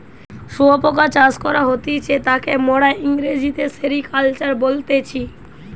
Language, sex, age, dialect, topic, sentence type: Bengali, female, 18-24, Western, agriculture, statement